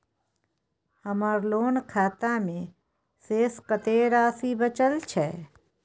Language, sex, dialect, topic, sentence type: Maithili, female, Bajjika, banking, question